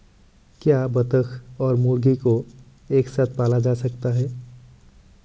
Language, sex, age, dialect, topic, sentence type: Hindi, male, 18-24, Marwari Dhudhari, agriculture, question